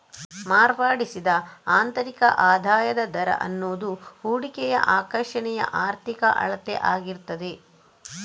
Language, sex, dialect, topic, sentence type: Kannada, female, Coastal/Dakshin, banking, statement